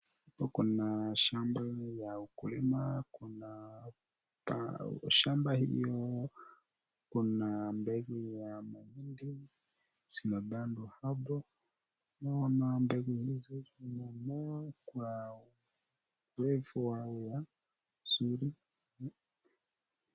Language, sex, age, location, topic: Swahili, male, 18-24, Nakuru, agriculture